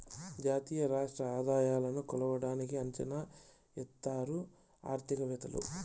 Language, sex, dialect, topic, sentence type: Telugu, male, Southern, banking, statement